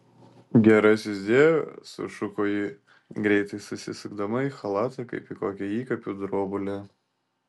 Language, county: Lithuanian, Telšiai